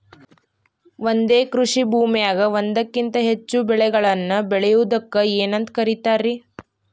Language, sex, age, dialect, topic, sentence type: Kannada, female, 18-24, Dharwad Kannada, agriculture, question